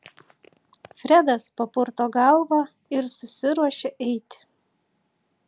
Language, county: Lithuanian, Tauragė